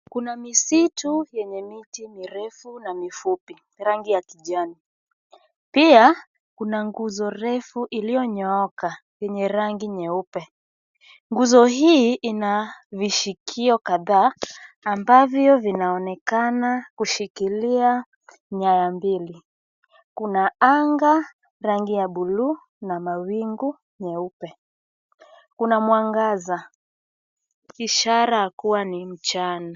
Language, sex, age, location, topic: Swahili, female, 25-35, Kisumu, education